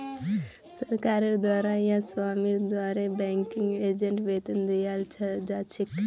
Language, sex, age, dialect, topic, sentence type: Magahi, female, 18-24, Northeastern/Surjapuri, banking, statement